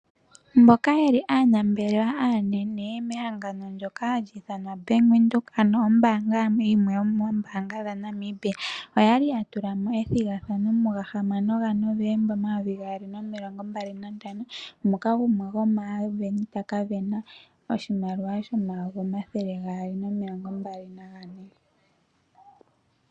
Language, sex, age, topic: Oshiwambo, female, 18-24, finance